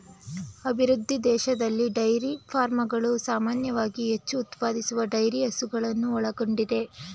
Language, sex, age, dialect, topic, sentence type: Kannada, female, 18-24, Mysore Kannada, agriculture, statement